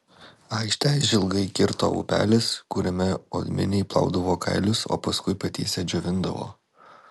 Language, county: Lithuanian, Alytus